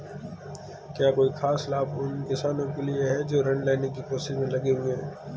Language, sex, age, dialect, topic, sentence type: Hindi, male, 18-24, Marwari Dhudhari, agriculture, statement